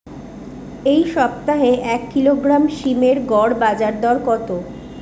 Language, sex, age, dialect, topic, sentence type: Bengali, female, 36-40, Rajbangshi, agriculture, question